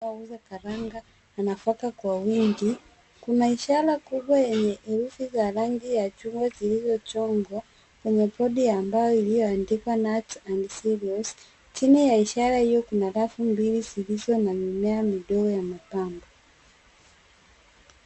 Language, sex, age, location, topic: Swahili, female, 36-49, Nairobi, finance